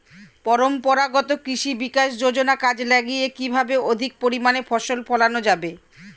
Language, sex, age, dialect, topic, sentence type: Bengali, female, 41-45, Standard Colloquial, agriculture, question